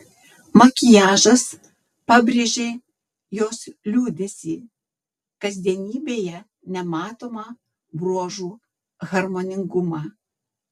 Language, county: Lithuanian, Tauragė